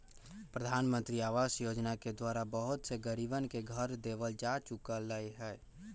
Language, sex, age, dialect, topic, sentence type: Magahi, male, 41-45, Western, banking, statement